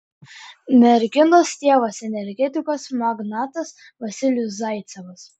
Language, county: Lithuanian, Klaipėda